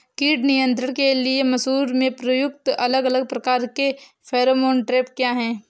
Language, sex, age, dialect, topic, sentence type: Hindi, female, 18-24, Awadhi Bundeli, agriculture, question